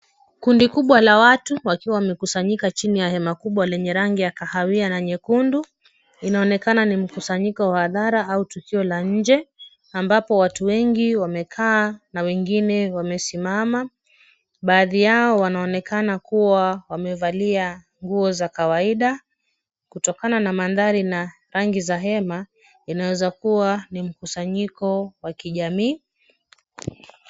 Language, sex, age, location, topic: Swahili, female, 25-35, Kisumu, government